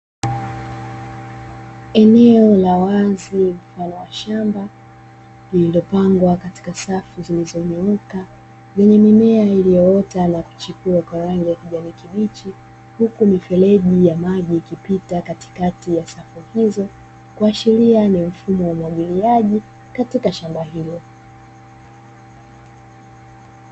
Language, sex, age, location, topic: Swahili, female, 25-35, Dar es Salaam, agriculture